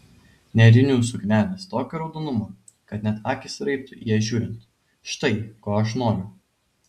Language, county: Lithuanian, Vilnius